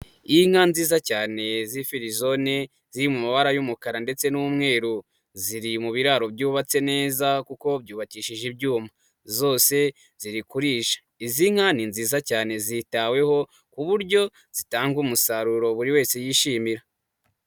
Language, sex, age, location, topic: Kinyarwanda, male, 25-35, Nyagatare, agriculture